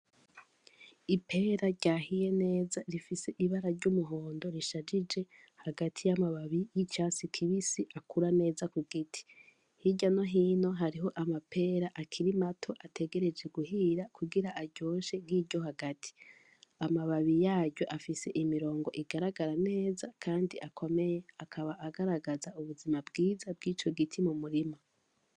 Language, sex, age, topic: Rundi, female, 18-24, agriculture